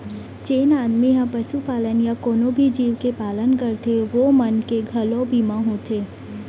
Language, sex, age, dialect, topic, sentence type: Chhattisgarhi, female, 18-24, Central, banking, statement